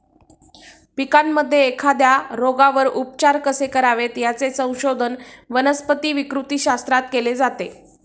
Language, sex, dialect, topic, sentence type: Marathi, female, Standard Marathi, agriculture, statement